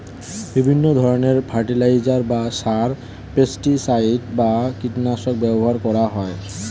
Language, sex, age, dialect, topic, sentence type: Bengali, male, 18-24, Standard Colloquial, agriculture, statement